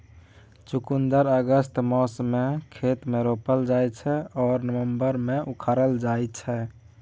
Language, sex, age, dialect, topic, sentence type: Maithili, male, 18-24, Bajjika, agriculture, statement